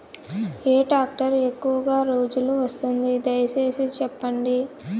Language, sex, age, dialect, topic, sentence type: Telugu, female, 25-30, Southern, agriculture, question